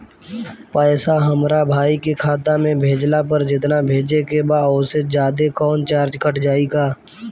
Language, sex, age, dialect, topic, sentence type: Bhojpuri, male, 18-24, Southern / Standard, banking, question